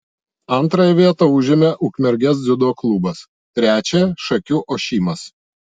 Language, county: Lithuanian, Vilnius